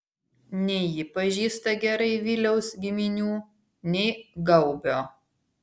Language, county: Lithuanian, Vilnius